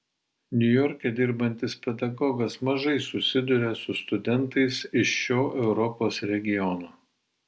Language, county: Lithuanian, Vilnius